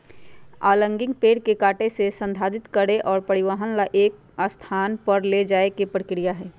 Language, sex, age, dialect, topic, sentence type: Magahi, female, 46-50, Western, agriculture, statement